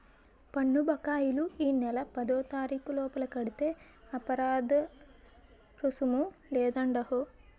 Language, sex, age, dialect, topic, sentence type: Telugu, female, 18-24, Utterandhra, banking, statement